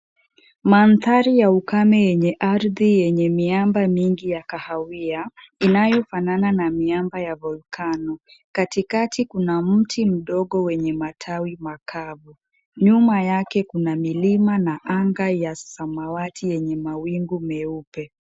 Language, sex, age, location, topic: Swahili, female, 18-24, Kisumu, health